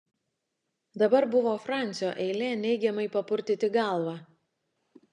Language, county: Lithuanian, Šiauliai